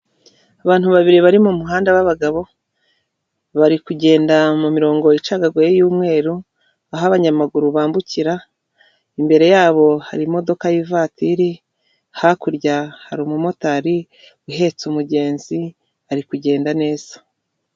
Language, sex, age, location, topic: Kinyarwanda, female, 36-49, Kigali, government